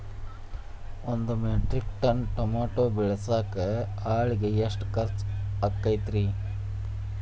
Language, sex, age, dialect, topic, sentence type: Kannada, male, 36-40, Dharwad Kannada, agriculture, question